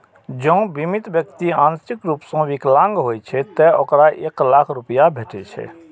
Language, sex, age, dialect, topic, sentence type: Maithili, male, 41-45, Eastern / Thethi, banking, statement